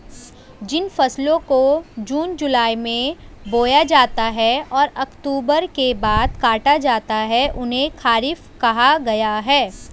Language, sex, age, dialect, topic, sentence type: Hindi, female, 25-30, Hindustani Malvi Khadi Boli, agriculture, statement